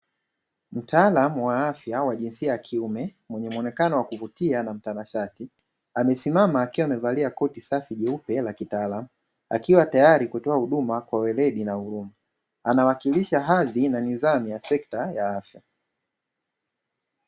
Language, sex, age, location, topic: Swahili, male, 25-35, Dar es Salaam, health